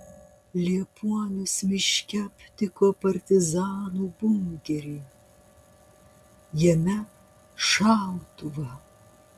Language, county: Lithuanian, Panevėžys